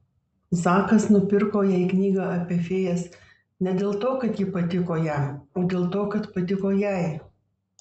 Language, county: Lithuanian, Vilnius